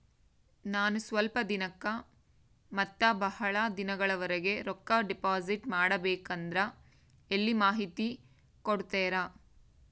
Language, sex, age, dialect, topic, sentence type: Kannada, female, 25-30, Central, banking, question